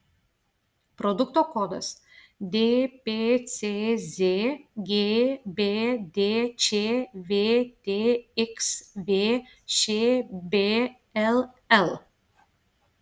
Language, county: Lithuanian, Klaipėda